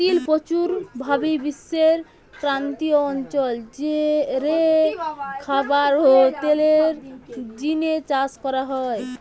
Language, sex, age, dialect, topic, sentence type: Bengali, female, 18-24, Western, agriculture, statement